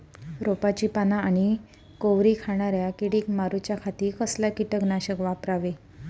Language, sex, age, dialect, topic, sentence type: Marathi, female, 31-35, Southern Konkan, agriculture, question